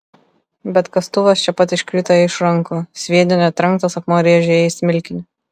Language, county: Lithuanian, Vilnius